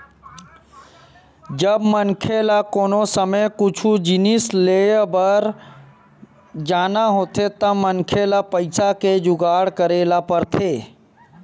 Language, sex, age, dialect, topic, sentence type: Chhattisgarhi, male, 25-30, Western/Budati/Khatahi, banking, statement